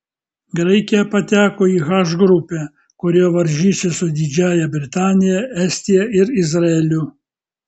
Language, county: Lithuanian, Kaunas